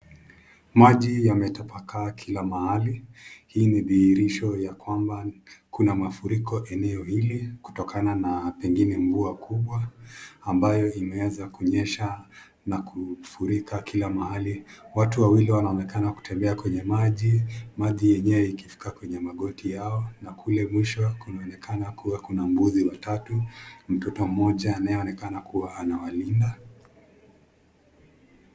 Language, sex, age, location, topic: Swahili, male, 25-35, Nakuru, health